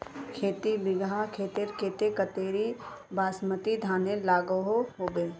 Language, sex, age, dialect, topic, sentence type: Magahi, female, 18-24, Northeastern/Surjapuri, agriculture, question